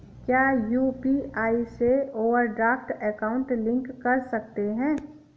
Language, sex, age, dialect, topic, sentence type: Hindi, female, 18-24, Awadhi Bundeli, banking, question